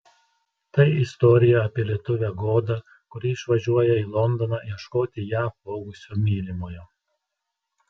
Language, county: Lithuanian, Telšiai